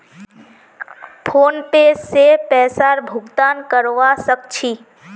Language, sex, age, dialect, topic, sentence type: Magahi, female, 18-24, Northeastern/Surjapuri, banking, statement